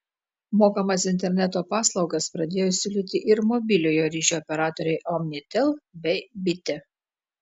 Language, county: Lithuanian, Telšiai